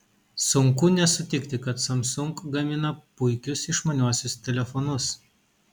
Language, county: Lithuanian, Kaunas